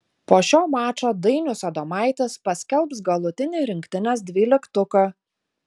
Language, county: Lithuanian, Utena